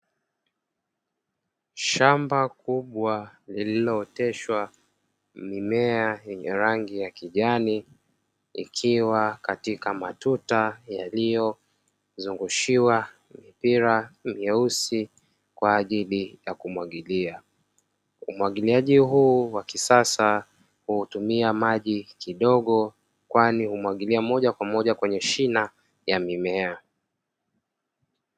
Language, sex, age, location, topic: Swahili, male, 25-35, Dar es Salaam, agriculture